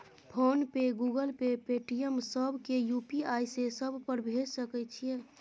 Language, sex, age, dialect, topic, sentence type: Maithili, female, 18-24, Bajjika, banking, question